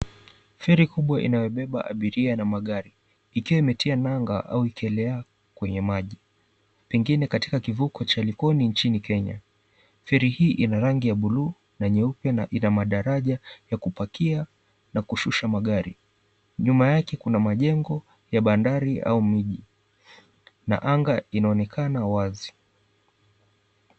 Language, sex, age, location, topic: Swahili, male, 18-24, Mombasa, government